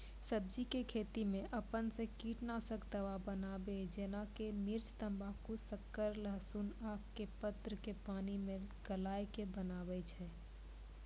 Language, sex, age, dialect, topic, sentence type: Maithili, female, 18-24, Angika, agriculture, question